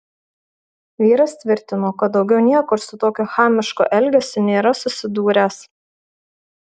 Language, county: Lithuanian, Marijampolė